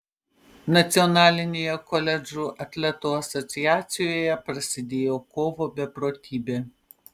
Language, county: Lithuanian, Panevėžys